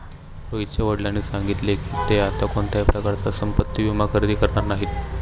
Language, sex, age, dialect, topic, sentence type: Marathi, male, 18-24, Standard Marathi, banking, statement